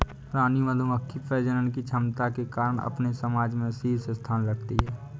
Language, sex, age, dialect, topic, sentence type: Hindi, male, 60-100, Awadhi Bundeli, agriculture, statement